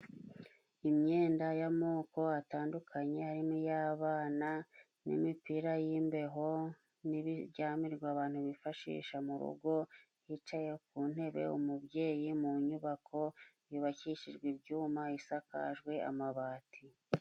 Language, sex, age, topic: Kinyarwanda, female, 25-35, finance